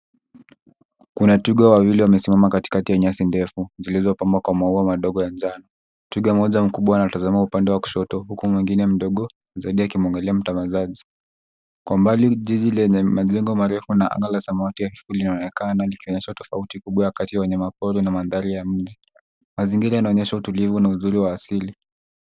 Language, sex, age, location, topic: Swahili, male, 18-24, Nairobi, government